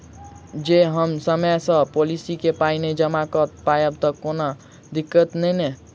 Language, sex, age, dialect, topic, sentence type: Maithili, male, 51-55, Southern/Standard, banking, question